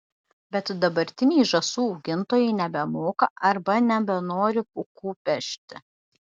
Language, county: Lithuanian, Šiauliai